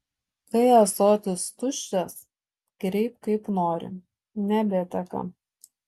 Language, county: Lithuanian, Šiauliai